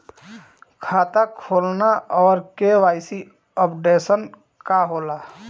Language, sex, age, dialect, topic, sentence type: Bhojpuri, male, 31-35, Southern / Standard, banking, question